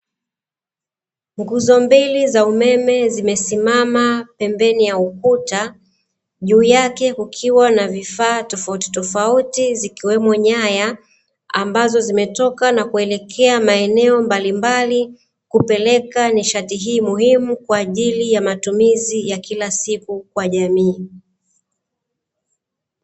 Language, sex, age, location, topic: Swahili, female, 36-49, Dar es Salaam, government